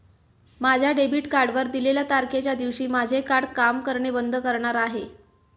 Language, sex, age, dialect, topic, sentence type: Marathi, female, 18-24, Standard Marathi, banking, statement